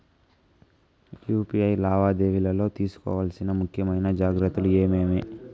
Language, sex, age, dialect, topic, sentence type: Telugu, male, 18-24, Southern, banking, question